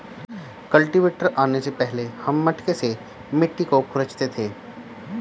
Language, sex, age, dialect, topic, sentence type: Hindi, male, 31-35, Hindustani Malvi Khadi Boli, agriculture, statement